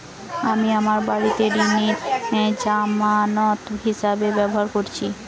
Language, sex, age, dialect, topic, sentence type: Bengali, female, 18-24, Western, banking, statement